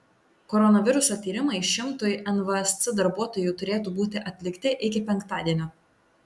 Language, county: Lithuanian, Tauragė